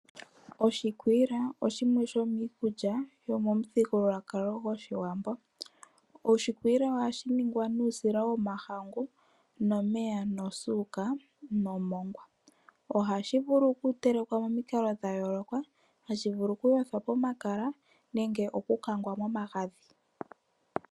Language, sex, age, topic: Oshiwambo, female, 18-24, agriculture